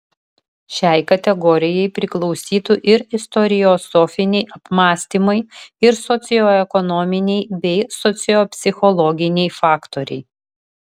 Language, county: Lithuanian, Vilnius